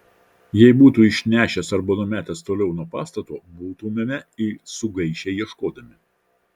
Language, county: Lithuanian, Vilnius